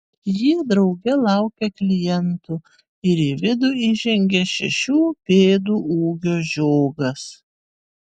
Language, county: Lithuanian, Vilnius